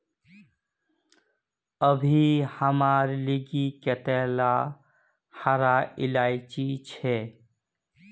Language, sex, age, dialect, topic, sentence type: Magahi, male, 31-35, Northeastern/Surjapuri, agriculture, statement